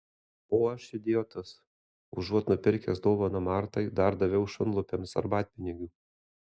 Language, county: Lithuanian, Alytus